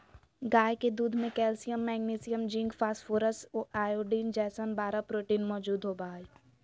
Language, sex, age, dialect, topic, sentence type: Magahi, female, 18-24, Southern, agriculture, statement